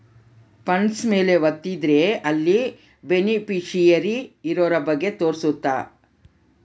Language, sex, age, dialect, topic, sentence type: Kannada, female, 31-35, Central, banking, statement